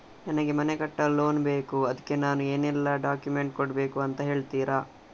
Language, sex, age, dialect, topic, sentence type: Kannada, male, 18-24, Coastal/Dakshin, banking, question